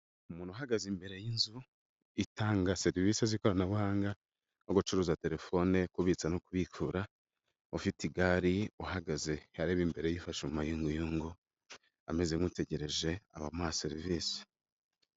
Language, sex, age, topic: Kinyarwanda, male, 18-24, finance